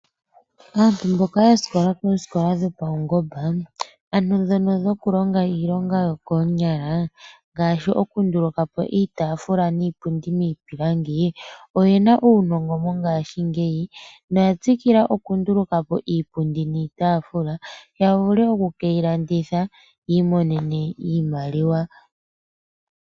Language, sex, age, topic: Oshiwambo, male, 25-35, finance